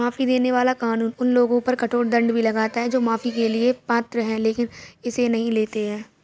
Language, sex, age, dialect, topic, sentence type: Hindi, female, 46-50, Kanauji Braj Bhasha, banking, statement